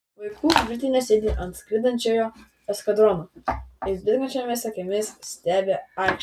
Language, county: Lithuanian, Vilnius